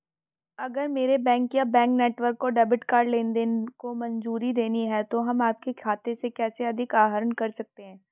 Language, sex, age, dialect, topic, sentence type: Hindi, female, 31-35, Hindustani Malvi Khadi Boli, banking, question